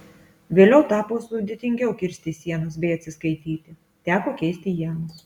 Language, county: Lithuanian, Klaipėda